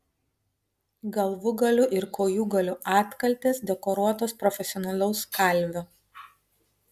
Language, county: Lithuanian, Vilnius